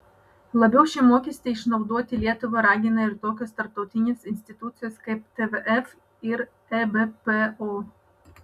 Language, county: Lithuanian, Vilnius